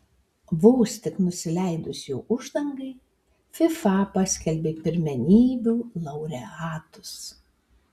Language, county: Lithuanian, Alytus